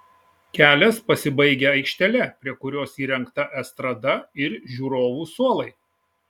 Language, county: Lithuanian, Šiauliai